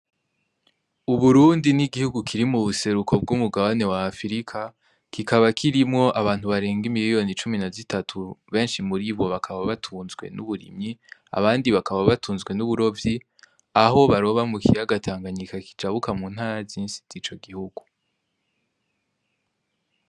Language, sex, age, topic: Rundi, male, 18-24, agriculture